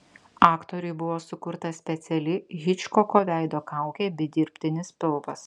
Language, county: Lithuanian, Vilnius